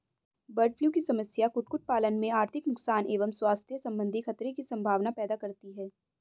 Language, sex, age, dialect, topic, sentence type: Hindi, female, 18-24, Hindustani Malvi Khadi Boli, agriculture, statement